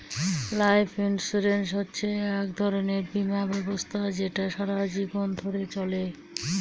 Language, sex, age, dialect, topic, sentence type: Bengali, female, 41-45, Northern/Varendri, banking, statement